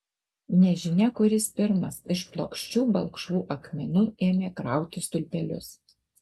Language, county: Lithuanian, Alytus